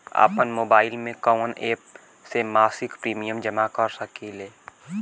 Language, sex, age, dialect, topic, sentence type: Bhojpuri, male, 18-24, Southern / Standard, banking, question